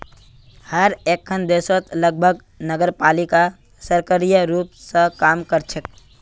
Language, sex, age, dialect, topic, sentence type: Magahi, male, 18-24, Northeastern/Surjapuri, banking, statement